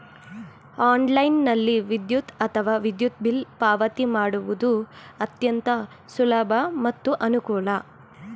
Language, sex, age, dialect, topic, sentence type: Kannada, female, 18-24, Mysore Kannada, banking, statement